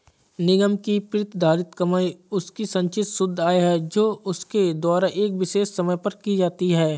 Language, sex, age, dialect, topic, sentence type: Hindi, male, 25-30, Awadhi Bundeli, banking, statement